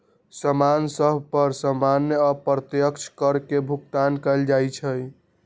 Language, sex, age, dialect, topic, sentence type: Magahi, male, 18-24, Western, banking, statement